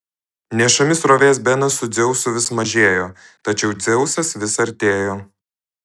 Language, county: Lithuanian, Alytus